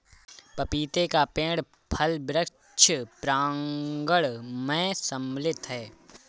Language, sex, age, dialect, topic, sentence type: Hindi, male, 18-24, Awadhi Bundeli, agriculture, statement